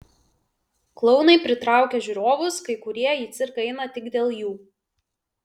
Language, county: Lithuanian, Vilnius